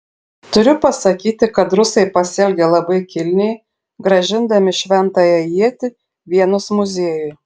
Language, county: Lithuanian, Šiauliai